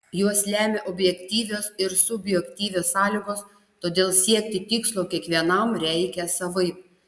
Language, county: Lithuanian, Panevėžys